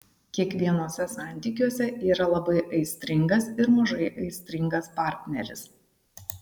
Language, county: Lithuanian, Šiauliai